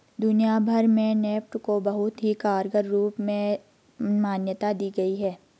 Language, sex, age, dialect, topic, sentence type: Hindi, female, 56-60, Garhwali, banking, statement